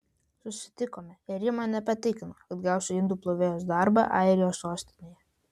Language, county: Lithuanian, Vilnius